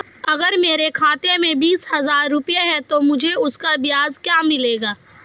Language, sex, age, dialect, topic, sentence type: Hindi, female, 18-24, Marwari Dhudhari, banking, question